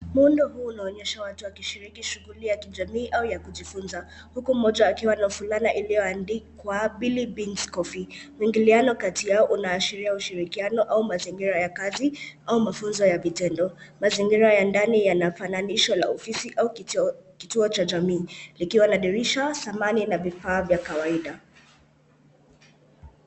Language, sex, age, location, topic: Swahili, male, 18-24, Nairobi, education